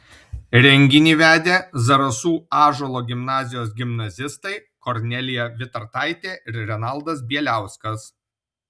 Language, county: Lithuanian, Vilnius